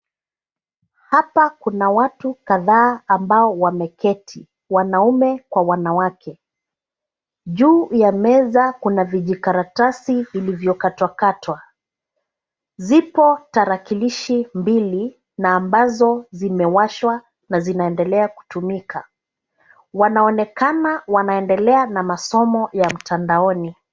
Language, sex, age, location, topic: Swahili, female, 36-49, Nairobi, education